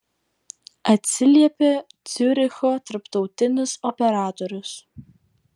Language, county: Lithuanian, Vilnius